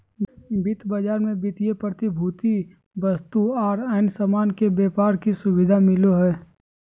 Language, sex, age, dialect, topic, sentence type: Magahi, female, 18-24, Southern, banking, statement